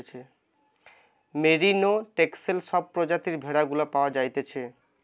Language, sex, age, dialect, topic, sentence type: Bengali, male, 18-24, Western, agriculture, statement